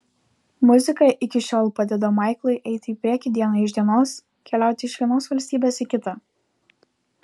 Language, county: Lithuanian, Vilnius